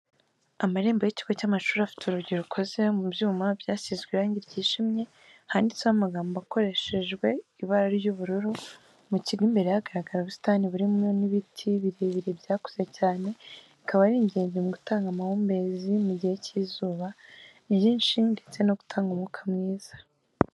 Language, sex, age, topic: Kinyarwanda, female, 18-24, education